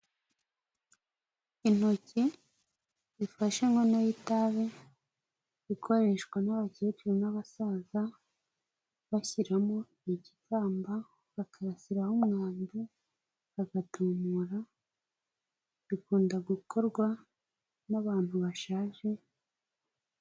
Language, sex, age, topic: Kinyarwanda, female, 18-24, government